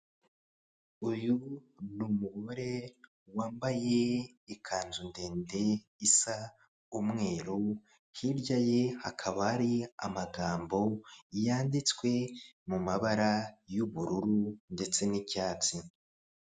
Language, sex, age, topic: Kinyarwanda, male, 18-24, finance